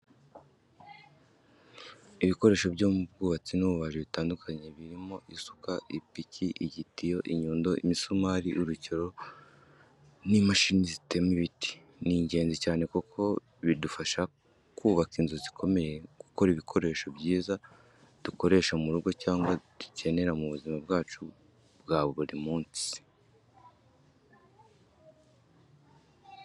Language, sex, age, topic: Kinyarwanda, male, 25-35, education